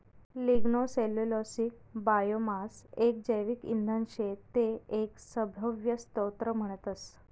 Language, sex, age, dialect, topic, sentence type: Marathi, female, 31-35, Northern Konkan, agriculture, statement